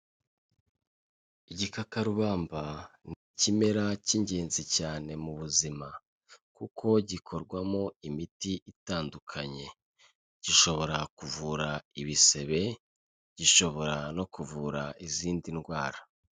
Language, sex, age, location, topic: Kinyarwanda, male, 25-35, Kigali, health